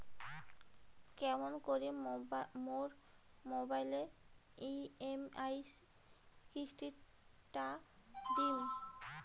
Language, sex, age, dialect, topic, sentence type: Bengali, female, 25-30, Rajbangshi, banking, question